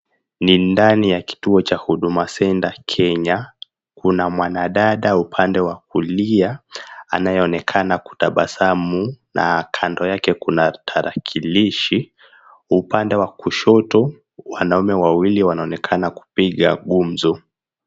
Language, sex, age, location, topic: Swahili, male, 18-24, Mombasa, government